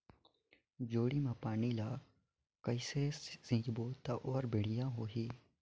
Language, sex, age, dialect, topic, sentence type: Chhattisgarhi, male, 56-60, Northern/Bhandar, agriculture, question